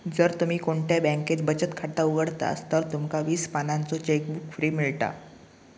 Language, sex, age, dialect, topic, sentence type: Marathi, male, 18-24, Southern Konkan, banking, statement